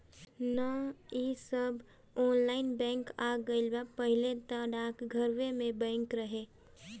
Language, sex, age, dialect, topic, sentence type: Bhojpuri, female, 18-24, Northern, banking, statement